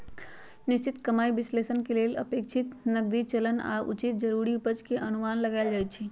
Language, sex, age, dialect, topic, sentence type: Magahi, female, 31-35, Western, banking, statement